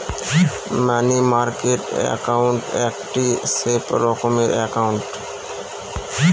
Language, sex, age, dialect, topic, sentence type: Bengali, male, 36-40, Northern/Varendri, banking, statement